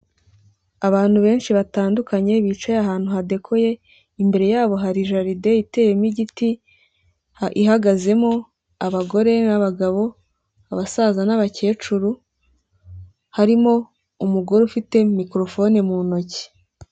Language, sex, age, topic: Kinyarwanda, female, 18-24, government